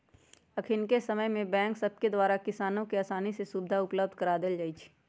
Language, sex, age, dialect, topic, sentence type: Magahi, female, 31-35, Western, agriculture, statement